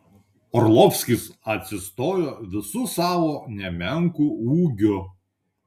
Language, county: Lithuanian, Panevėžys